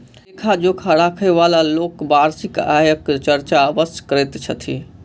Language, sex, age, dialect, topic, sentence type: Maithili, male, 18-24, Southern/Standard, banking, statement